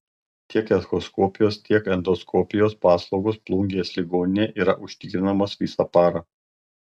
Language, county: Lithuanian, Panevėžys